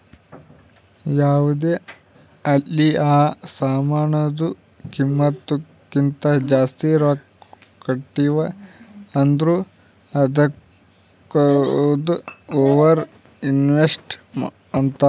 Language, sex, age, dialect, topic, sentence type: Kannada, male, 18-24, Northeastern, banking, statement